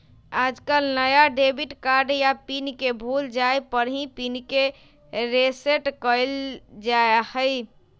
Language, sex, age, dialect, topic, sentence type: Magahi, female, 25-30, Western, banking, statement